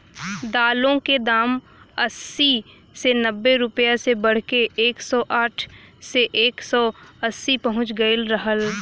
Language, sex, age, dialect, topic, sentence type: Bhojpuri, female, 18-24, Western, agriculture, statement